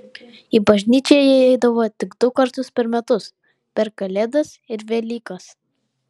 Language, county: Lithuanian, Vilnius